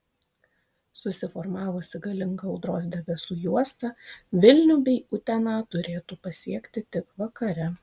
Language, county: Lithuanian, Vilnius